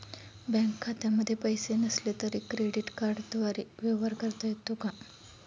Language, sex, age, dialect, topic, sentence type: Marathi, female, 25-30, Standard Marathi, banking, question